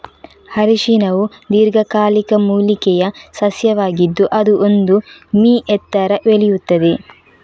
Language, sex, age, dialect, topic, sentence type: Kannada, female, 36-40, Coastal/Dakshin, agriculture, statement